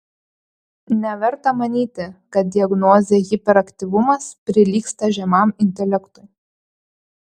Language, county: Lithuanian, Panevėžys